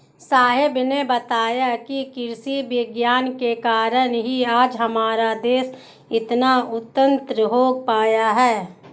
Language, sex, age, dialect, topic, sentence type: Hindi, female, 18-24, Hindustani Malvi Khadi Boli, agriculture, statement